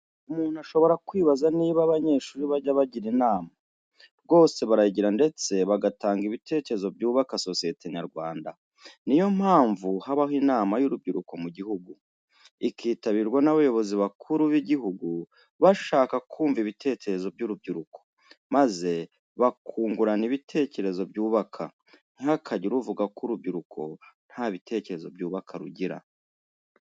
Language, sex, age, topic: Kinyarwanda, male, 36-49, education